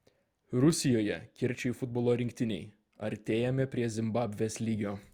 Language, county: Lithuanian, Vilnius